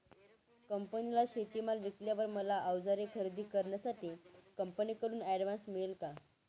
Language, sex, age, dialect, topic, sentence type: Marathi, female, 18-24, Northern Konkan, agriculture, question